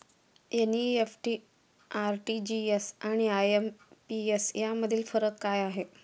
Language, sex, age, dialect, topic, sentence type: Marathi, female, 25-30, Standard Marathi, banking, question